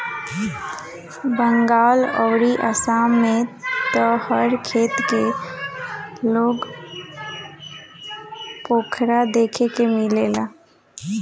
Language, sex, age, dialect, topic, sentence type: Bhojpuri, female, 18-24, Southern / Standard, agriculture, statement